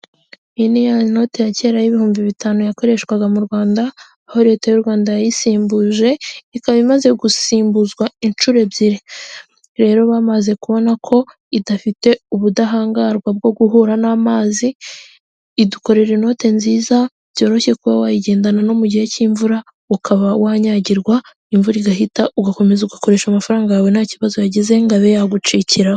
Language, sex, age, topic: Kinyarwanda, female, 18-24, finance